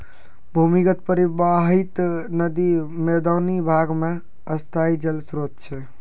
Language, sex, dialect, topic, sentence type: Maithili, male, Angika, agriculture, statement